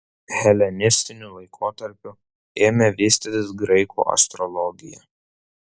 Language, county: Lithuanian, Vilnius